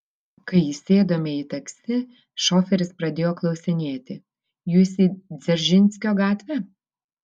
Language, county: Lithuanian, Vilnius